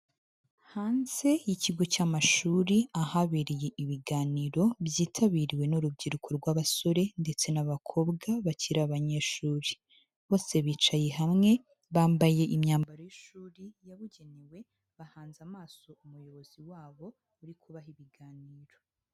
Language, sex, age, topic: Kinyarwanda, female, 25-35, education